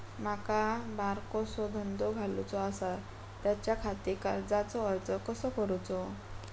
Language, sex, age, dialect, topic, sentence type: Marathi, female, 18-24, Southern Konkan, banking, question